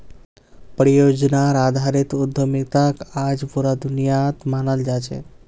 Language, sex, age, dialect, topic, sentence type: Magahi, male, 18-24, Northeastern/Surjapuri, banking, statement